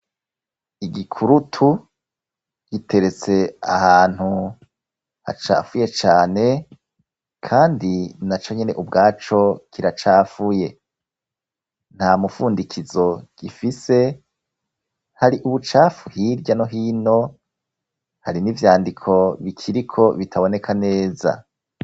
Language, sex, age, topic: Rundi, male, 36-49, education